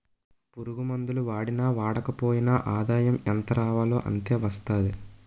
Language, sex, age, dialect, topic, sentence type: Telugu, male, 18-24, Utterandhra, agriculture, statement